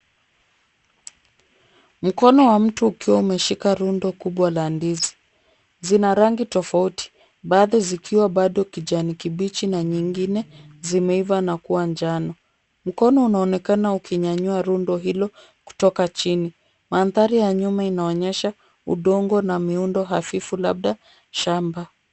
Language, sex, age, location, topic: Swahili, female, 25-35, Kisumu, agriculture